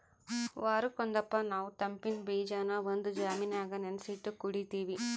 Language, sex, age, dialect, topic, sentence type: Kannada, female, 25-30, Central, agriculture, statement